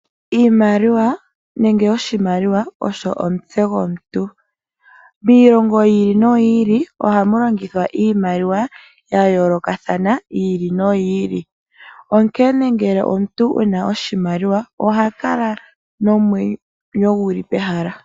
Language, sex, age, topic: Oshiwambo, female, 25-35, finance